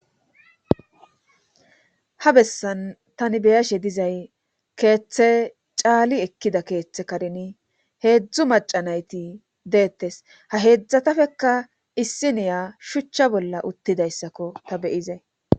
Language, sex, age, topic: Gamo, female, 25-35, government